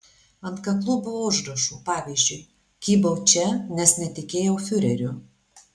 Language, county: Lithuanian, Alytus